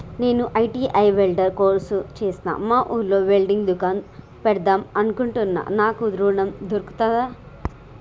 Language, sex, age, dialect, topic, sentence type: Telugu, female, 18-24, Telangana, banking, question